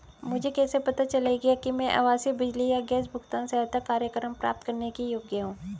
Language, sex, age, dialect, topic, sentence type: Hindi, female, 36-40, Hindustani Malvi Khadi Boli, banking, question